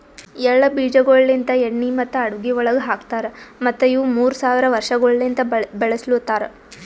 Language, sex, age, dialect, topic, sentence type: Kannada, female, 18-24, Northeastern, agriculture, statement